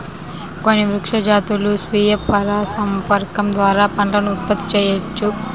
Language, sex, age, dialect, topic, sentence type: Telugu, female, 18-24, Central/Coastal, agriculture, statement